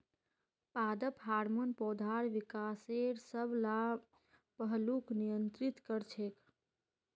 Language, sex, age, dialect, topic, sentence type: Magahi, female, 18-24, Northeastern/Surjapuri, agriculture, statement